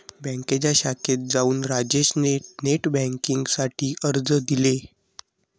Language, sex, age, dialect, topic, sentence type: Marathi, male, 18-24, Varhadi, banking, statement